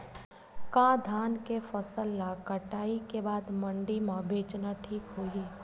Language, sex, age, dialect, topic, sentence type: Chhattisgarhi, female, 36-40, Western/Budati/Khatahi, agriculture, question